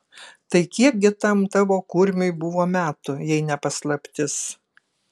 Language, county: Lithuanian, Kaunas